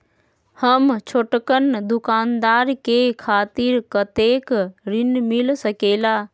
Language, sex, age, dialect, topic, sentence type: Magahi, female, 25-30, Western, banking, question